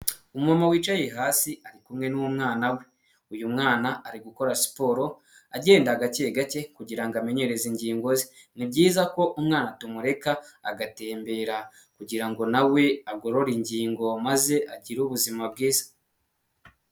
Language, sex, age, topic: Kinyarwanda, male, 18-24, health